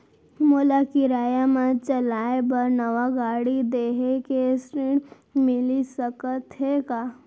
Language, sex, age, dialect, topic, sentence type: Chhattisgarhi, female, 18-24, Central, banking, question